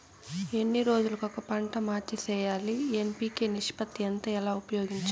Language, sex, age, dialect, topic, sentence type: Telugu, female, 18-24, Southern, agriculture, question